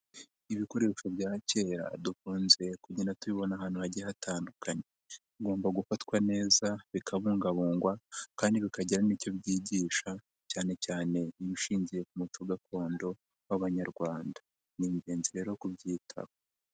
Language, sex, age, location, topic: Kinyarwanda, male, 50+, Nyagatare, education